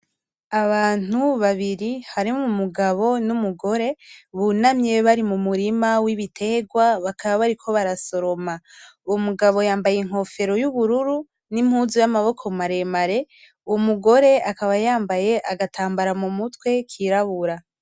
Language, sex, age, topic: Rundi, female, 18-24, agriculture